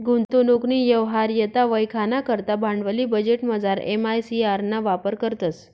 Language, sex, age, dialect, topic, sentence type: Marathi, female, 25-30, Northern Konkan, banking, statement